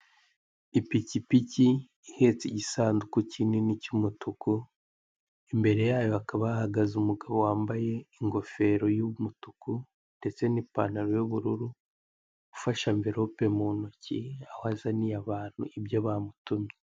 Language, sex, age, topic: Kinyarwanda, male, 18-24, finance